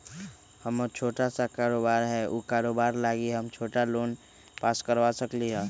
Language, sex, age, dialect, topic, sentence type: Magahi, male, 25-30, Western, banking, question